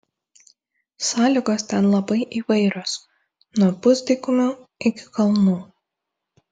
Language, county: Lithuanian, Vilnius